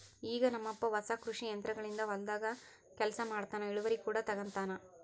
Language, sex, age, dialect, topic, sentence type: Kannada, female, 18-24, Central, agriculture, statement